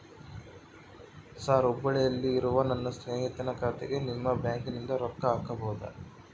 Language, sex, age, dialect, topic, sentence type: Kannada, male, 25-30, Central, banking, question